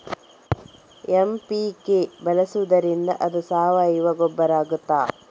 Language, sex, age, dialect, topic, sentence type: Kannada, female, 36-40, Coastal/Dakshin, agriculture, question